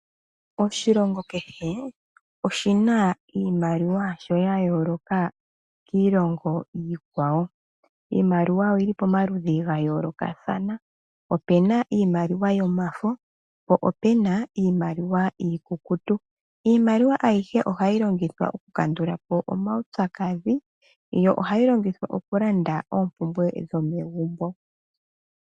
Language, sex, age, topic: Oshiwambo, female, 25-35, finance